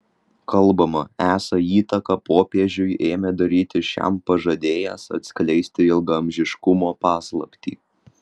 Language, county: Lithuanian, Vilnius